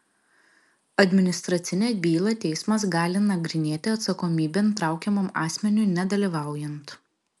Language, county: Lithuanian, Vilnius